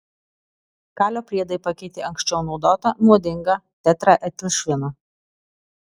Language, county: Lithuanian, Alytus